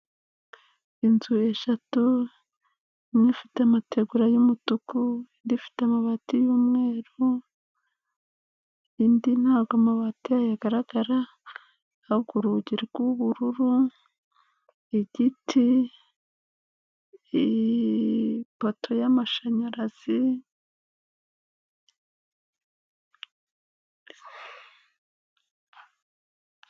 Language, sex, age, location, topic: Kinyarwanda, female, 36-49, Kigali, government